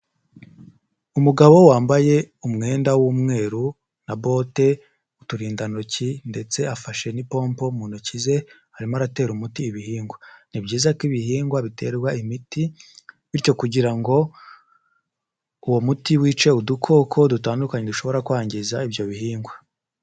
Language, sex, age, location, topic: Kinyarwanda, male, 50+, Nyagatare, agriculture